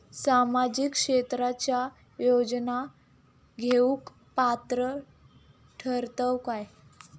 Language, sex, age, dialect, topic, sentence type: Marathi, female, 18-24, Southern Konkan, banking, question